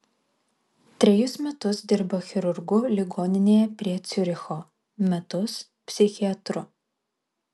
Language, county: Lithuanian, Vilnius